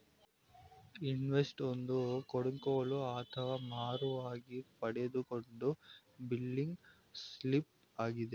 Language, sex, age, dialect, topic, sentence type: Kannada, male, 18-24, Mysore Kannada, banking, statement